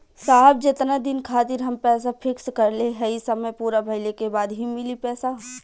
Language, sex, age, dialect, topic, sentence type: Bhojpuri, female, 18-24, Western, banking, question